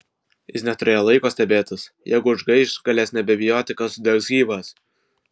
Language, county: Lithuanian, Vilnius